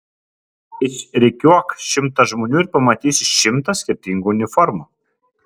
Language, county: Lithuanian, Kaunas